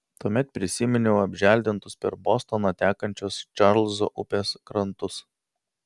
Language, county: Lithuanian, Vilnius